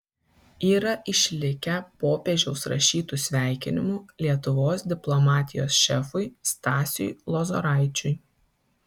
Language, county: Lithuanian, Kaunas